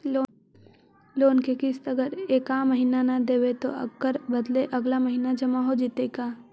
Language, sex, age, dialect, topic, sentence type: Magahi, female, 25-30, Central/Standard, banking, question